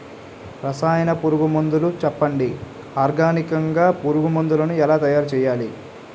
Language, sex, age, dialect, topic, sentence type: Telugu, male, 18-24, Utterandhra, agriculture, question